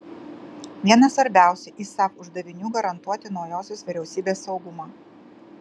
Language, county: Lithuanian, Kaunas